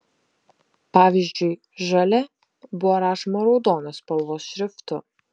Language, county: Lithuanian, Šiauliai